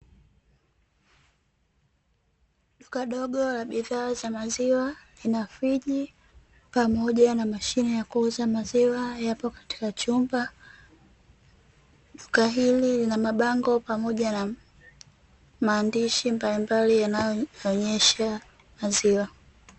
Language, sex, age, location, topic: Swahili, female, 18-24, Dar es Salaam, finance